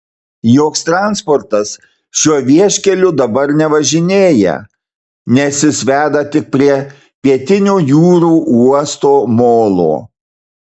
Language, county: Lithuanian, Marijampolė